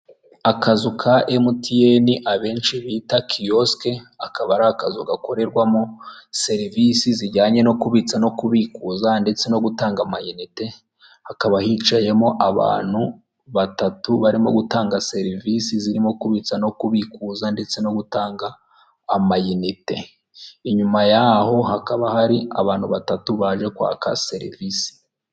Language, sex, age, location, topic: Kinyarwanda, male, 25-35, Huye, finance